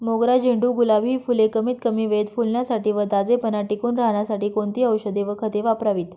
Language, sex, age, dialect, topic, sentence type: Marathi, male, 18-24, Northern Konkan, agriculture, question